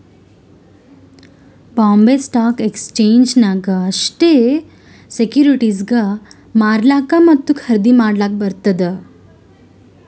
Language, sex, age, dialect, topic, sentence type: Kannada, female, 18-24, Northeastern, banking, statement